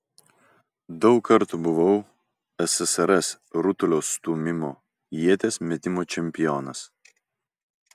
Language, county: Lithuanian, Vilnius